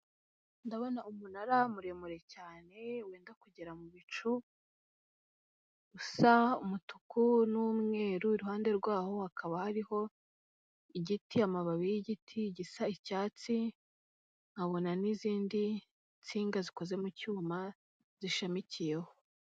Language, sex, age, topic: Kinyarwanda, female, 18-24, government